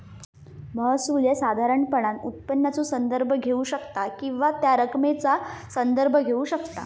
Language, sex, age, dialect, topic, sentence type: Marathi, female, 18-24, Southern Konkan, banking, statement